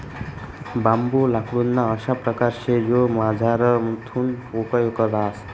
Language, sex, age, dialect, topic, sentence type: Marathi, male, 25-30, Northern Konkan, agriculture, statement